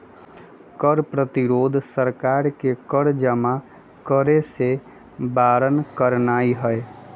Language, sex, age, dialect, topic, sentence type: Magahi, male, 25-30, Western, banking, statement